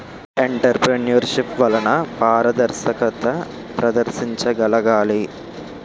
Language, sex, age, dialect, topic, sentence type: Telugu, male, 18-24, Utterandhra, banking, statement